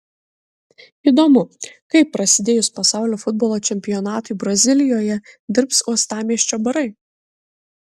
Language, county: Lithuanian, Kaunas